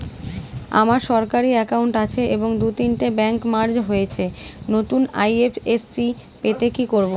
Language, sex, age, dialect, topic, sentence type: Bengali, female, 36-40, Standard Colloquial, banking, question